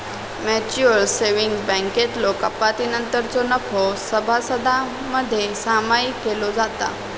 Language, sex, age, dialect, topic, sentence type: Marathi, female, 18-24, Southern Konkan, banking, statement